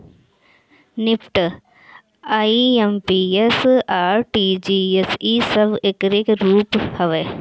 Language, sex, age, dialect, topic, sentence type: Bhojpuri, female, 25-30, Northern, banking, statement